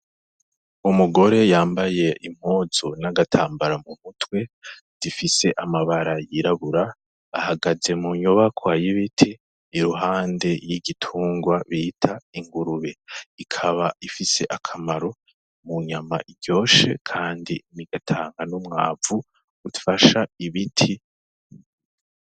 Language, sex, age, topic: Rundi, male, 18-24, agriculture